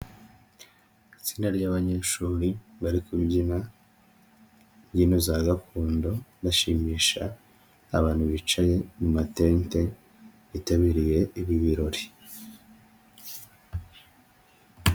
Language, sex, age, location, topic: Kinyarwanda, male, 25-35, Huye, education